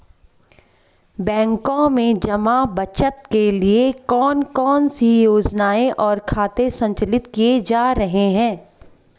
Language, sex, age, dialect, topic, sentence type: Hindi, female, 25-30, Hindustani Malvi Khadi Boli, banking, question